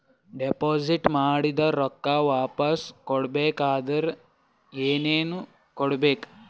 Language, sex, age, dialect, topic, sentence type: Kannada, male, 18-24, Northeastern, banking, question